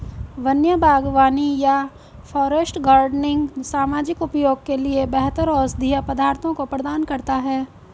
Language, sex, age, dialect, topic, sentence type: Hindi, female, 25-30, Hindustani Malvi Khadi Boli, agriculture, statement